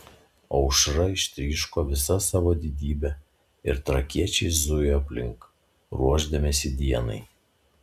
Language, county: Lithuanian, Šiauliai